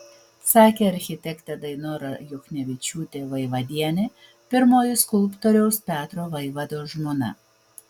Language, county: Lithuanian, Vilnius